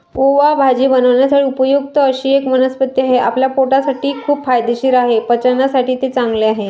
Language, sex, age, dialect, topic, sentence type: Marathi, female, 25-30, Varhadi, agriculture, statement